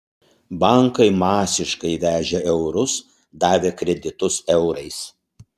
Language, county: Lithuanian, Utena